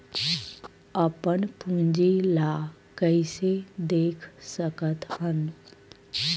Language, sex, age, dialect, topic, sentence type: Chhattisgarhi, female, 25-30, Western/Budati/Khatahi, banking, question